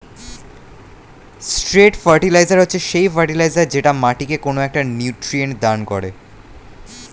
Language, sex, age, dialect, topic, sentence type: Bengali, male, 18-24, Standard Colloquial, agriculture, statement